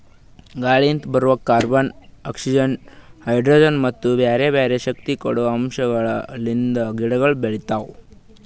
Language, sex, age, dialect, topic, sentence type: Kannada, male, 18-24, Northeastern, agriculture, statement